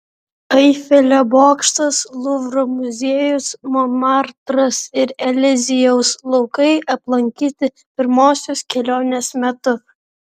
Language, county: Lithuanian, Vilnius